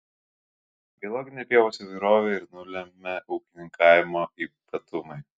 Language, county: Lithuanian, Kaunas